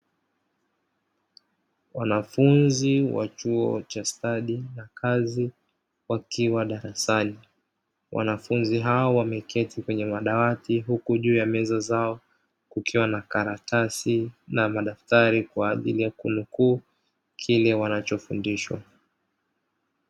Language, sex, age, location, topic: Swahili, male, 36-49, Dar es Salaam, education